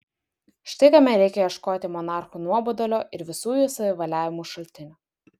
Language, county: Lithuanian, Vilnius